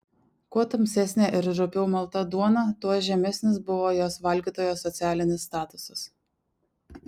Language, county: Lithuanian, Šiauliai